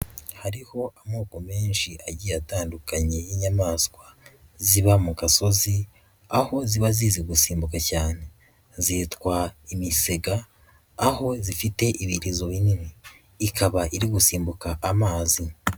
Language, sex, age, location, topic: Kinyarwanda, female, 18-24, Nyagatare, agriculture